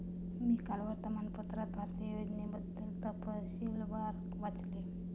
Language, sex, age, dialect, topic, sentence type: Marathi, female, 25-30, Standard Marathi, banking, statement